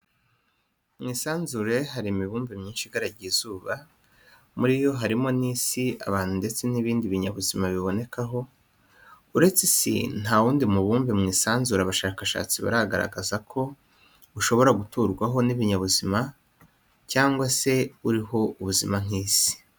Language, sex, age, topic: Kinyarwanda, male, 25-35, education